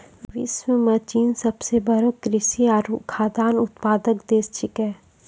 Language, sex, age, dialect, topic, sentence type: Maithili, female, 25-30, Angika, agriculture, statement